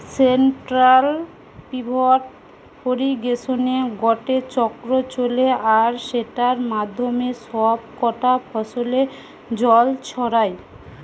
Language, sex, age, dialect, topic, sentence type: Bengali, female, 18-24, Western, agriculture, statement